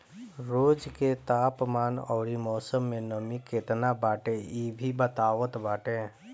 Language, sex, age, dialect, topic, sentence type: Bhojpuri, female, 25-30, Northern, agriculture, statement